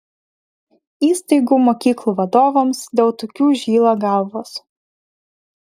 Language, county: Lithuanian, Vilnius